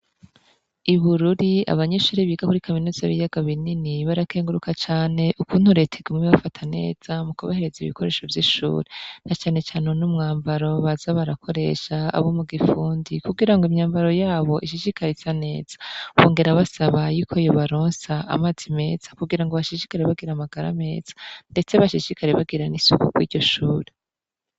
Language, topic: Rundi, education